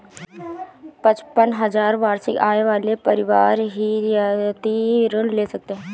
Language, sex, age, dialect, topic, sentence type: Hindi, female, 18-24, Awadhi Bundeli, banking, statement